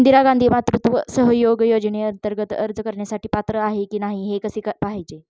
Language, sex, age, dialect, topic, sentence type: Marathi, female, 25-30, Standard Marathi, banking, question